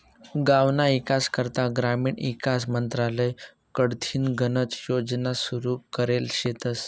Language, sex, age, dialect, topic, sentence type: Marathi, male, 18-24, Northern Konkan, agriculture, statement